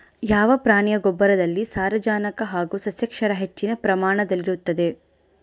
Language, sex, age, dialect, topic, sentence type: Kannada, female, 25-30, Central, agriculture, question